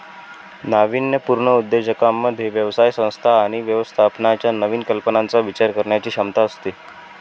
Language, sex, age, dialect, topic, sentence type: Marathi, male, 18-24, Varhadi, banking, statement